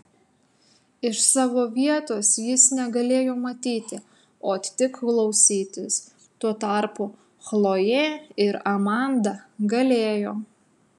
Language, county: Lithuanian, Utena